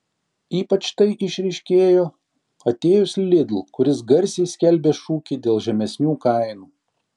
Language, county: Lithuanian, Šiauliai